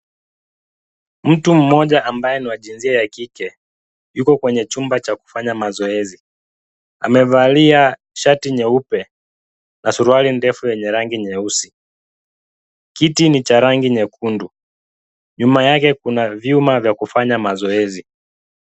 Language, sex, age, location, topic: Swahili, male, 25-35, Kisumu, education